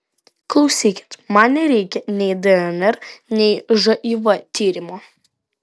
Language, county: Lithuanian, Vilnius